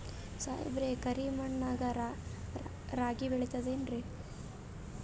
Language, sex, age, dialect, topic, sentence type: Kannada, male, 18-24, Northeastern, agriculture, question